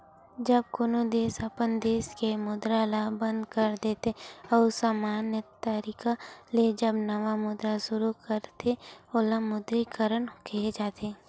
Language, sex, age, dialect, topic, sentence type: Chhattisgarhi, female, 18-24, Western/Budati/Khatahi, banking, statement